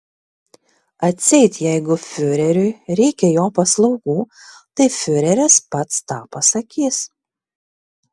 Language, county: Lithuanian, Vilnius